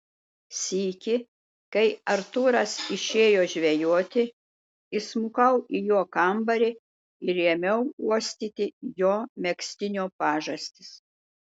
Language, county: Lithuanian, Šiauliai